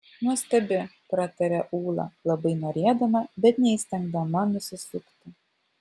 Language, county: Lithuanian, Vilnius